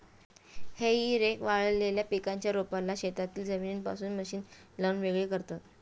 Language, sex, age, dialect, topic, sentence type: Marathi, female, 31-35, Standard Marathi, agriculture, statement